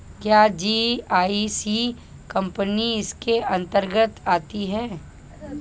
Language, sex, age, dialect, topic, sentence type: Hindi, male, 25-30, Awadhi Bundeli, banking, question